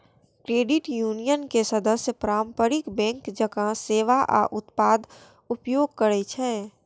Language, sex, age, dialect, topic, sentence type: Maithili, female, 18-24, Eastern / Thethi, banking, statement